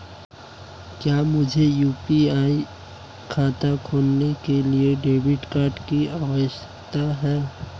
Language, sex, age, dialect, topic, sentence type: Hindi, male, 18-24, Marwari Dhudhari, banking, question